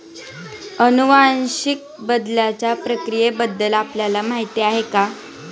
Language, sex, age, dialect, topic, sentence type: Marathi, male, 41-45, Standard Marathi, agriculture, statement